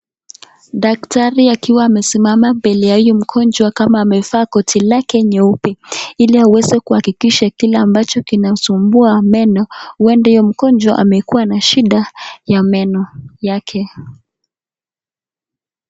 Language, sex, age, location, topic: Swahili, male, 36-49, Nakuru, health